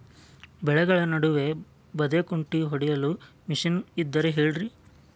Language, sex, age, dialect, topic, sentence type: Kannada, male, 25-30, Dharwad Kannada, agriculture, question